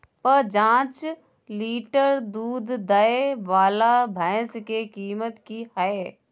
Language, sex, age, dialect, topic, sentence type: Maithili, female, 25-30, Bajjika, agriculture, question